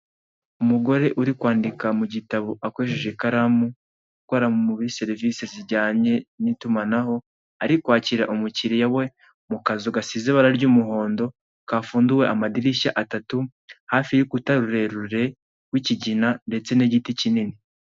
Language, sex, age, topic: Kinyarwanda, male, 18-24, finance